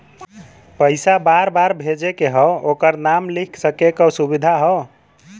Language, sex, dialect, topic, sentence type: Bhojpuri, male, Western, banking, statement